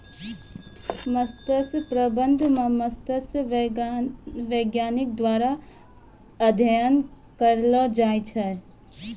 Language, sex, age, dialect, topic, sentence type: Maithili, female, 18-24, Angika, agriculture, statement